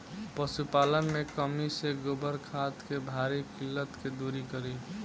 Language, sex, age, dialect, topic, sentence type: Bhojpuri, male, 18-24, Southern / Standard, agriculture, question